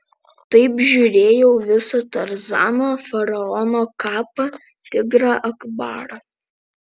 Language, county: Lithuanian, Vilnius